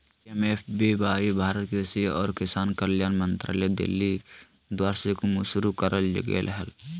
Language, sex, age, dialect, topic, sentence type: Magahi, male, 18-24, Southern, agriculture, statement